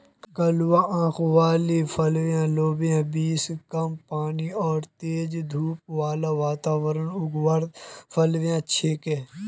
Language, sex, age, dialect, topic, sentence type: Magahi, male, 18-24, Northeastern/Surjapuri, agriculture, statement